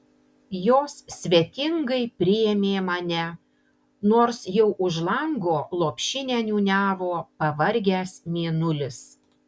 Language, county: Lithuanian, Panevėžys